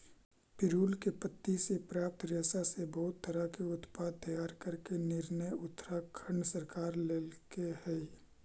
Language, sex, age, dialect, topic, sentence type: Magahi, male, 18-24, Central/Standard, agriculture, statement